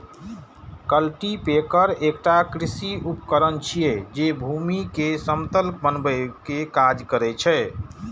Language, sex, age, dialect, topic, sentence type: Maithili, male, 46-50, Eastern / Thethi, agriculture, statement